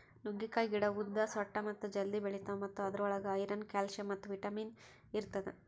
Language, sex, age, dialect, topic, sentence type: Kannada, female, 18-24, Northeastern, agriculture, statement